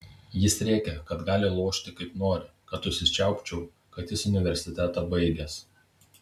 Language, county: Lithuanian, Vilnius